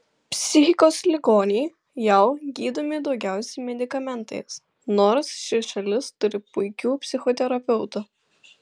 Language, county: Lithuanian, Klaipėda